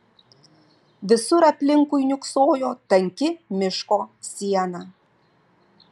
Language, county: Lithuanian, Vilnius